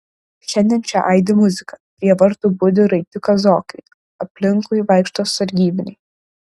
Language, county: Lithuanian, Šiauliai